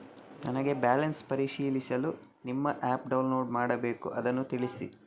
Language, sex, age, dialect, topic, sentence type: Kannada, male, 18-24, Coastal/Dakshin, banking, question